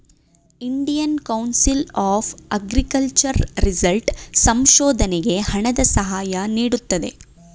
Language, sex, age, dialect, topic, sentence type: Kannada, female, 25-30, Mysore Kannada, banking, statement